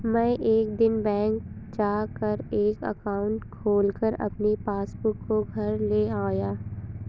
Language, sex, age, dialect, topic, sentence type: Hindi, female, 25-30, Awadhi Bundeli, banking, statement